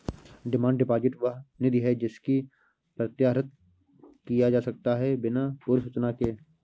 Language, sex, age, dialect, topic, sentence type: Hindi, male, 18-24, Awadhi Bundeli, banking, statement